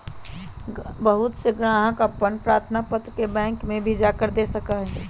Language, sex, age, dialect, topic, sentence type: Magahi, male, 18-24, Western, banking, statement